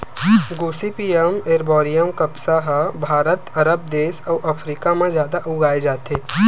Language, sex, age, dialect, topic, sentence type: Chhattisgarhi, male, 25-30, Western/Budati/Khatahi, agriculture, statement